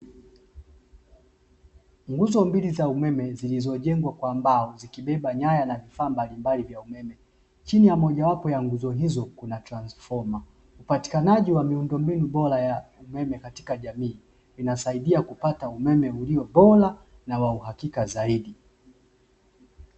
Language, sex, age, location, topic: Swahili, male, 25-35, Dar es Salaam, government